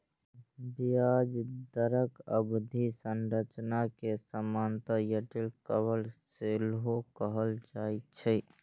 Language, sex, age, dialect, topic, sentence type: Maithili, male, 56-60, Eastern / Thethi, banking, statement